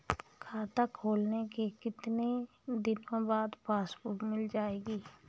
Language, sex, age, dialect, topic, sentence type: Hindi, female, 31-35, Awadhi Bundeli, banking, question